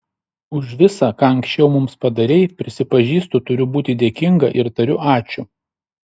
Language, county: Lithuanian, Šiauliai